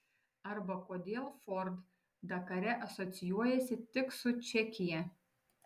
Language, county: Lithuanian, Šiauliai